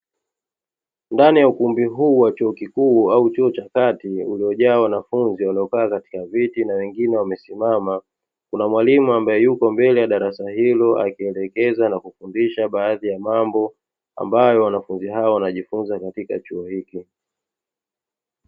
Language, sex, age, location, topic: Swahili, male, 25-35, Dar es Salaam, education